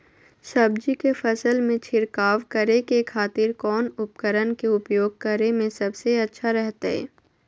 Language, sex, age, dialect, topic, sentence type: Magahi, female, 51-55, Southern, agriculture, question